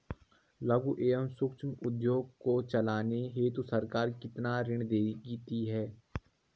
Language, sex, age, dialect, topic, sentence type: Hindi, male, 18-24, Garhwali, banking, question